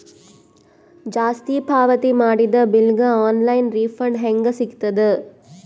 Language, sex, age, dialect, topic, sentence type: Kannada, female, 18-24, Northeastern, banking, question